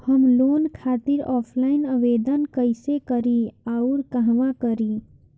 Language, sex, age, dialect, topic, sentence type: Bhojpuri, female, <18, Northern, banking, question